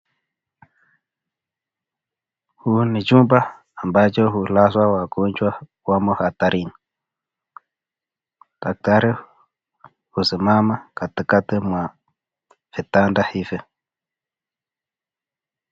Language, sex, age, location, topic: Swahili, male, 25-35, Nakuru, health